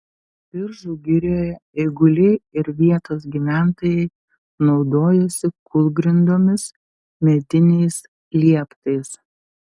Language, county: Lithuanian, Telšiai